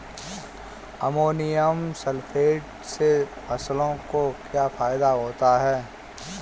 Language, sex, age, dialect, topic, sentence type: Hindi, male, 25-30, Kanauji Braj Bhasha, agriculture, statement